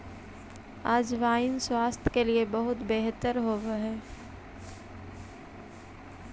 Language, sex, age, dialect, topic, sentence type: Magahi, female, 18-24, Central/Standard, agriculture, statement